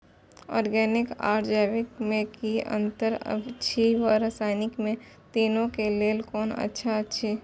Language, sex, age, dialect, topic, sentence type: Maithili, female, 18-24, Eastern / Thethi, agriculture, question